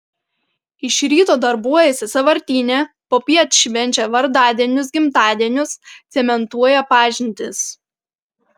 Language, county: Lithuanian, Panevėžys